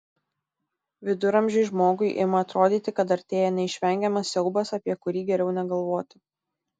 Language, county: Lithuanian, Tauragė